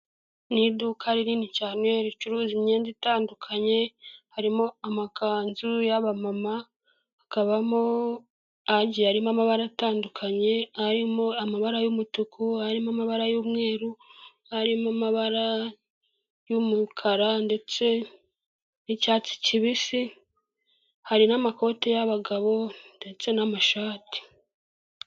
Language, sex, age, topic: Kinyarwanda, female, 25-35, finance